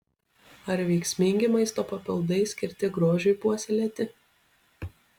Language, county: Lithuanian, Alytus